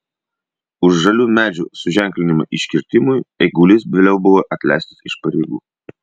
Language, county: Lithuanian, Vilnius